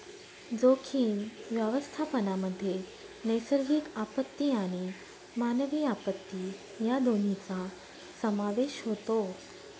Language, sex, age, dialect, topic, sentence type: Marathi, female, 31-35, Northern Konkan, agriculture, statement